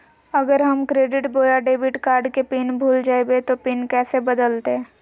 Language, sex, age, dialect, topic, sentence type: Magahi, female, 18-24, Southern, banking, question